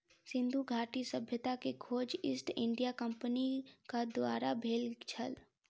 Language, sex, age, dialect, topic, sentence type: Maithili, female, 25-30, Southern/Standard, agriculture, statement